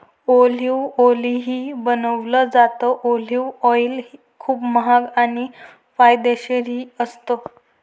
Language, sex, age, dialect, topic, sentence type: Marathi, female, 18-24, Varhadi, agriculture, statement